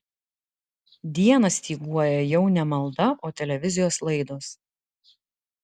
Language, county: Lithuanian, Klaipėda